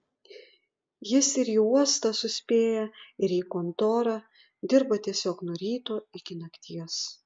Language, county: Lithuanian, Utena